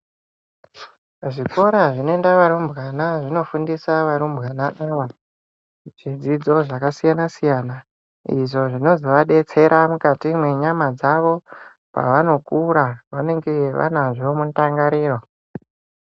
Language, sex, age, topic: Ndau, male, 25-35, education